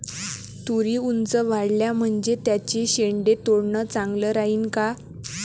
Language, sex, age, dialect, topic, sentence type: Marathi, female, 18-24, Varhadi, agriculture, question